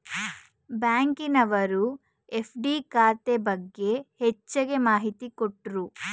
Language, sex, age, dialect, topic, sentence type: Kannada, female, 18-24, Mysore Kannada, banking, statement